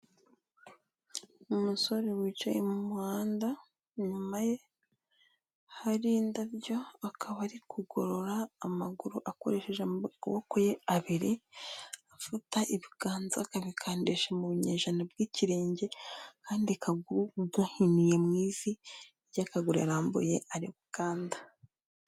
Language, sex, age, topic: Kinyarwanda, female, 25-35, health